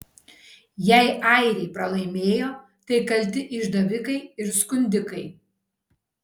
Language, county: Lithuanian, Kaunas